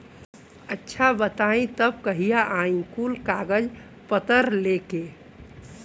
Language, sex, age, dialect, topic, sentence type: Bhojpuri, female, 41-45, Western, banking, question